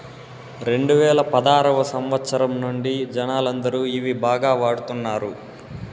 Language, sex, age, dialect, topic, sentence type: Telugu, male, 18-24, Southern, banking, statement